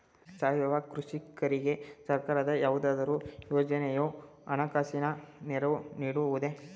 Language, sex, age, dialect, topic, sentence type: Kannada, male, 18-24, Mysore Kannada, agriculture, question